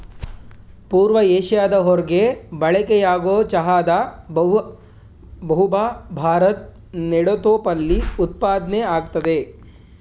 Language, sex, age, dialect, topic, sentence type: Kannada, male, 18-24, Mysore Kannada, agriculture, statement